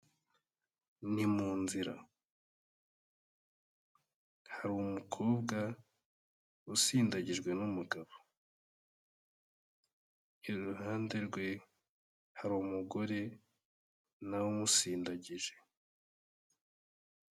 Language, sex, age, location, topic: Kinyarwanda, male, 18-24, Kigali, health